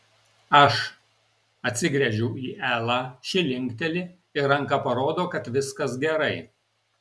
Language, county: Lithuanian, Alytus